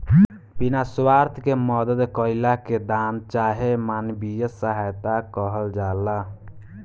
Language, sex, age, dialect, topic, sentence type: Bhojpuri, male, 18-24, Southern / Standard, banking, statement